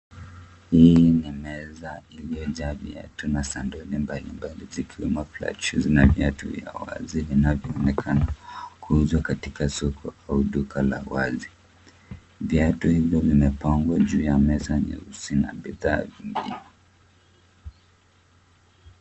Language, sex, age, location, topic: Swahili, male, 25-35, Nairobi, finance